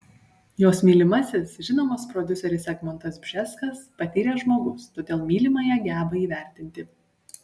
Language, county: Lithuanian, Panevėžys